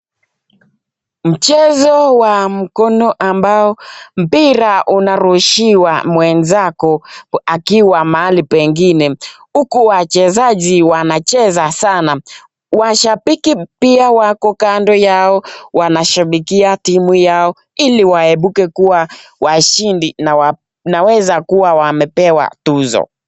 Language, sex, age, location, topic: Swahili, male, 18-24, Nakuru, government